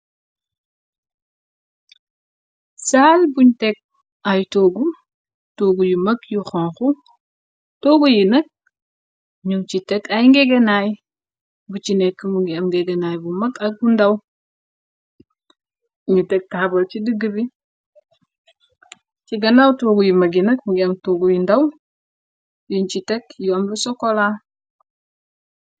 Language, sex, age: Wolof, female, 25-35